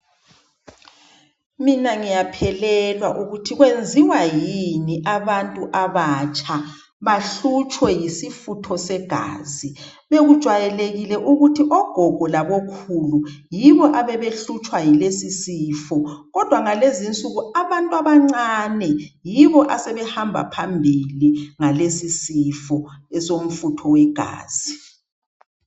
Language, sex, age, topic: North Ndebele, male, 36-49, health